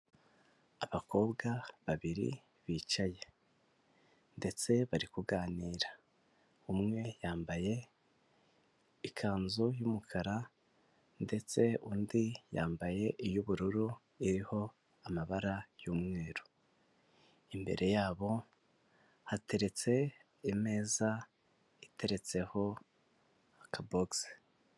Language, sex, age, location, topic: Kinyarwanda, male, 18-24, Huye, health